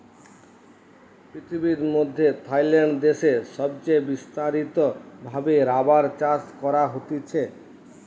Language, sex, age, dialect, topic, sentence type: Bengali, male, 36-40, Western, agriculture, statement